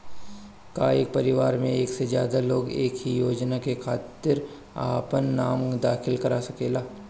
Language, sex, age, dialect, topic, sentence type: Bhojpuri, female, 31-35, Northern, banking, question